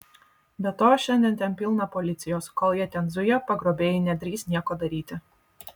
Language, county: Lithuanian, Vilnius